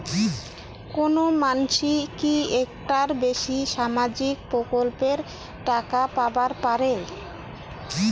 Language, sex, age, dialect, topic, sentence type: Bengali, female, 31-35, Rajbangshi, banking, question